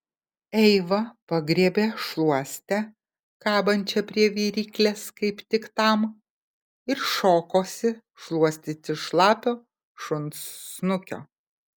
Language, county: Lithuanian, Kaunas